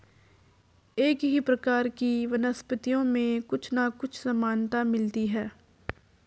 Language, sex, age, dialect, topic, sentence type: Hindi, female, 46-50, Garhwali, agriculture, statement